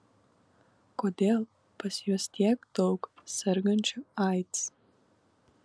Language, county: Lithuanian, Kaunas